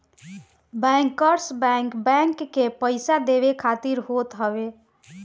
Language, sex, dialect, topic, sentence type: Bhojpuri, female, Northern, banking, statement